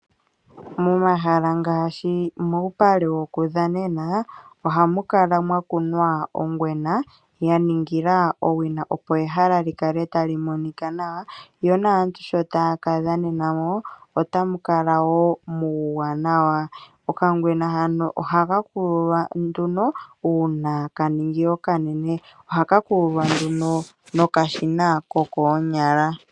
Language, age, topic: Oshiwambo, 25-35, agriculture